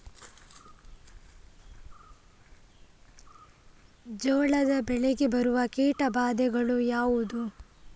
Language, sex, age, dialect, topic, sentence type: Kannada, female, 25-30, Coastal/Dakshin, agriculture, question